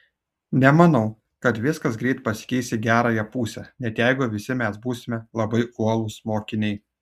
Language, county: Lithuanian, Utena